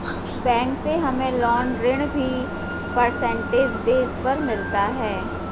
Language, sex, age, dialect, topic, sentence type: Hindi, female, 41-45, Hindustani Malvi Khadi Boli, banking, statement